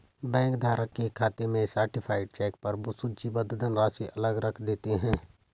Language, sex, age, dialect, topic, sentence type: Hindi, male, 25-30, Garhwali, banking, statement